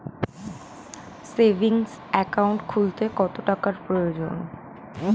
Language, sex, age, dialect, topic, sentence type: Bengali, female, 18-24, Standard Colloquial, banking, question